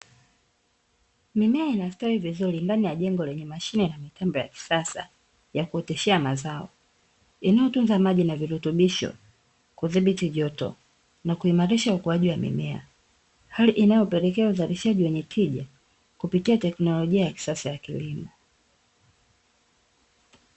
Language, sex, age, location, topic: Swahili, female, 18-24, Dar es Salaam, agriculture